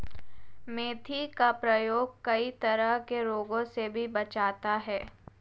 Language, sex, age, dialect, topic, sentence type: Hindi, female, 18-24, Marwari Dhudhari, agriculture, statement